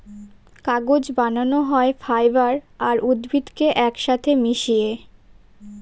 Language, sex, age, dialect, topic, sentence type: Bengali, female, 18-24, Northern/Varendri, agriculture, statement